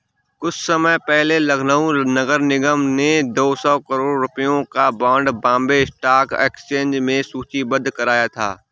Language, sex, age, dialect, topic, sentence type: Hindi, male, 18-24, Awadhi Bundeli, banking, statement